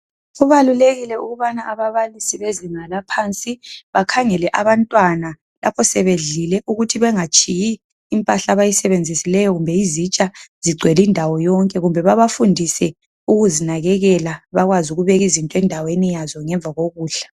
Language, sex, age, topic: North Ndebele, male, 25-35, education